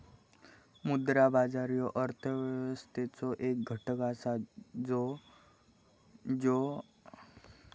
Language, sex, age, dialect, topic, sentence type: Marathi, male, 18-24, Southern Konkan, banking, statement